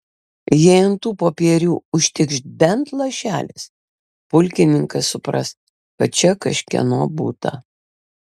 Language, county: Lithuanian, Vilnius